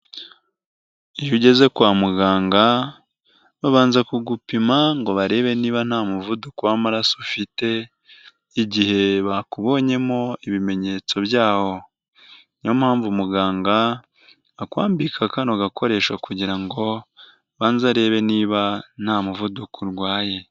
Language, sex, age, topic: Kinyarwanda, male, 18-24, health